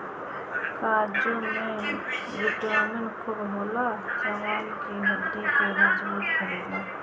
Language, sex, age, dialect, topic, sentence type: Bhojpuri, female, 25-30, Northern, agriculture, statement